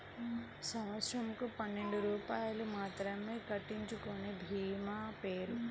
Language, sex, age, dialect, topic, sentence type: Telugu, female, 25-30, Central/Coastal, banking, question